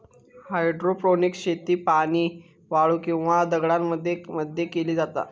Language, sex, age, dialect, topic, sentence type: Marathi, male, 18-24, Southern Konkan, agriculture, statement